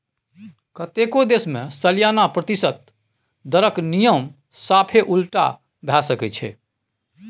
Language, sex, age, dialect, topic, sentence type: Maithili, male, 51-55, Bajjika, banking, statement